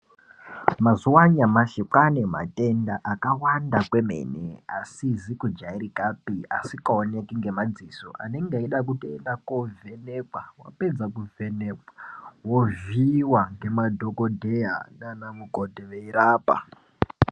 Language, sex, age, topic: Ndau, male, 18-24, health